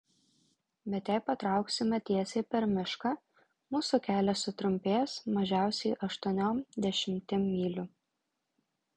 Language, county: Lithuanian, Vilnius